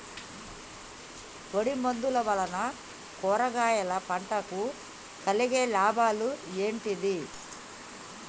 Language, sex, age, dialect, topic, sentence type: Telugu, female, 31-35, Telangana, agriculture, question